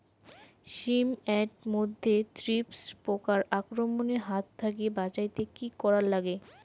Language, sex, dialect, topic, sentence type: Bengali, female, Rajbangshi, agriculture, question